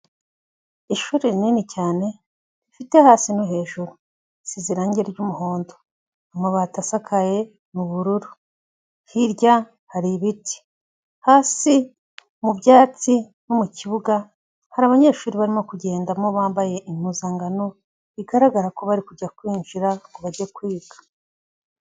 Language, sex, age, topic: Kinyarwanda, female, 25-35, education